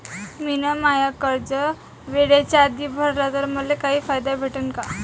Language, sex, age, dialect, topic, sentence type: Marathi, female, 18-24, Varhadi, banking, question